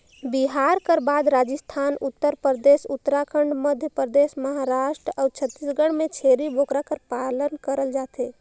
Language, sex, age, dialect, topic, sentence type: Chhattisgarhi, female, 18-24, Northern/Bhandar, agriculture, statement